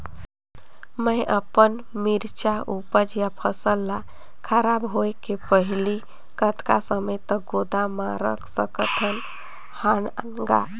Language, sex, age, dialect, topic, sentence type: Chhattisgarhi, female, 31-35, Northern/Bhandar, agriculture, question